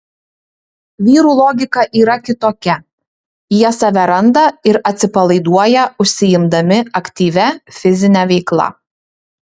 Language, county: Lithuanian, Utena